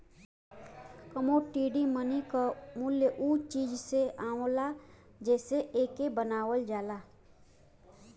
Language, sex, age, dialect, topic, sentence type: Bhojpuri, female, 25-30, Western, banking, statement